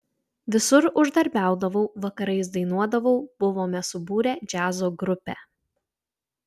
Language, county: Lithuanian, Utena